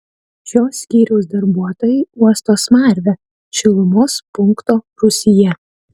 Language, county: Lithuanian, Utena